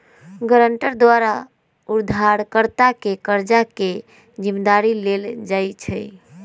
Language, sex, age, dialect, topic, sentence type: Magahi, female, 25-30, Western, banking, statement